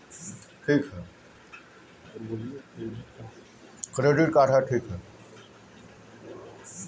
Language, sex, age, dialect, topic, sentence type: Bhojpuri, male, 51-55, Northern, banking, statement